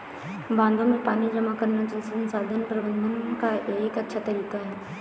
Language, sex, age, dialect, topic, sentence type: Hindi, female, 18-24, Awadhi Bundeli, agriculture, statement